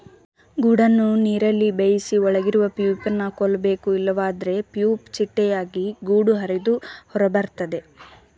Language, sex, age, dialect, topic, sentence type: Kannada, female, 18-24, Mysore Kannada, agriculture, statement